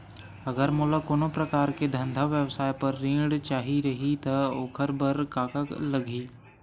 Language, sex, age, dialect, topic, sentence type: Chhattisgarhi, male, 18-24, Western/Budati/Khatahi, banking, question